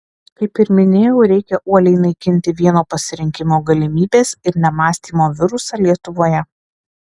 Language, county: Lithuanian, Alytus